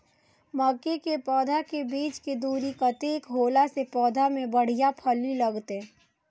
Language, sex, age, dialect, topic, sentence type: Maithili, female, 18-24, Eastern / Thethi, agriculture, question